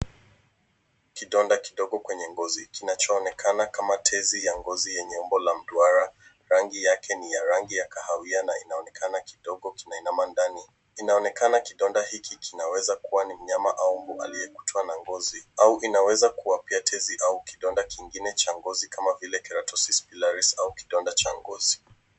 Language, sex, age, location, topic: Swahili, female, 25-35, Nairobi, health